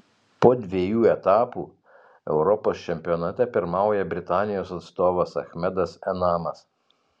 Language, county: Lithuanian, Telšiai